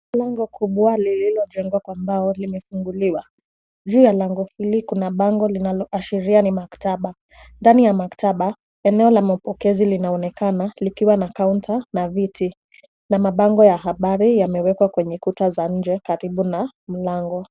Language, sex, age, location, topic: Swahili, female, 18-24, Nairobi, education